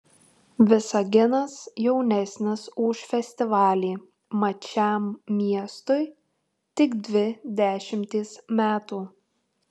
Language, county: Lithuanian, Tauragė